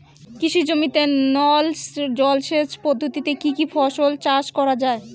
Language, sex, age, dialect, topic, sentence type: Bengali, female, <18, Rajbangshi, agriculture, question